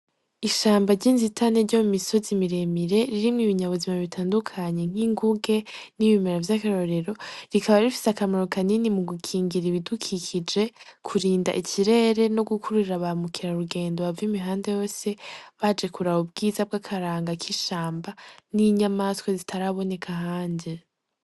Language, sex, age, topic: Rundi, female, 18-24, agriculture